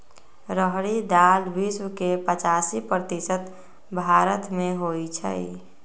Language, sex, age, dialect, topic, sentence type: Magahi, female, 60-100, Western, agriculture, statement